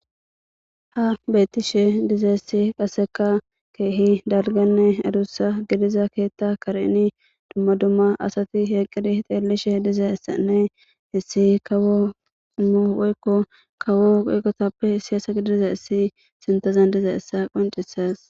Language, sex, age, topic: Gamo, female, 18-24, government